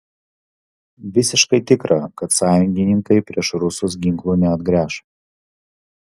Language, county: Lithuanian, Vilnius